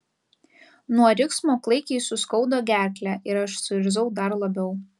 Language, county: Lithuanian, Vilnius